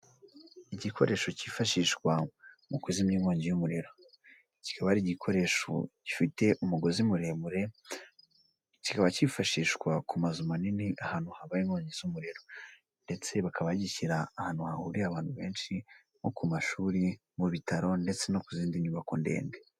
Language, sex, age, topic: Kinyarwanda, female, 25-35, government